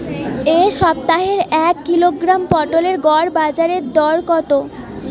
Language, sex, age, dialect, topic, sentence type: Bengali, female, 18-24, Western, agriculture, question